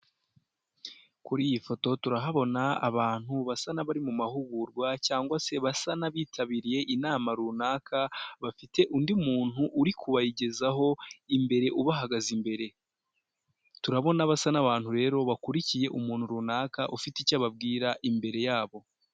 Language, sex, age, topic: Kinyarwanda, female, 18-24, government